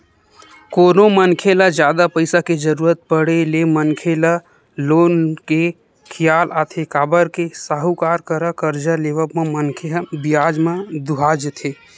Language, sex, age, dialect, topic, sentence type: Chhattisgarhi, male, 18-24, Western/Budati/Khatahi, banking, statement